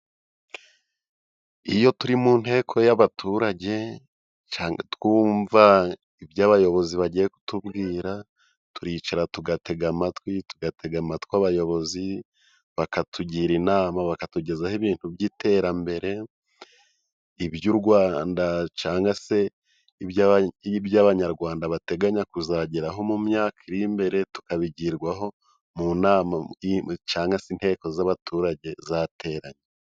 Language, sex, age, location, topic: Kinyarwanda, male, 25-35, Musanze, government